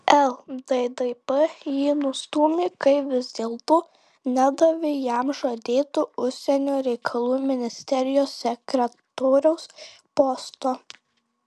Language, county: Lithuanian, Tauragė